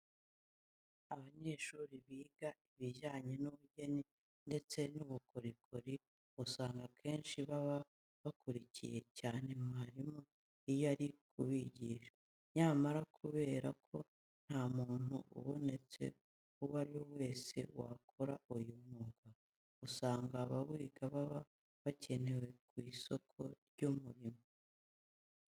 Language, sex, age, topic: Kinyarwanda, female, 18-24, education